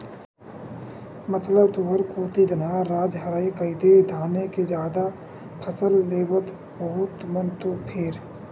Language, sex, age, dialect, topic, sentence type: Chhattisgarhi, male, 56-60, Western/Budati/Khatahi, agriculture, statement